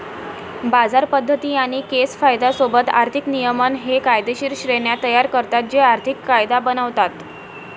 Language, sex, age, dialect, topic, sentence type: Marathi, female, <18, Varhadi, banking, statement